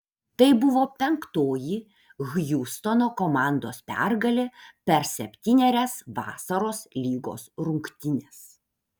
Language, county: Lithuanian, Panevėžys